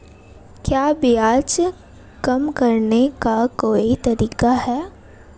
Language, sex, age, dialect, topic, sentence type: Hindi, female, 18-24, Marwari Dhudhari, banking, question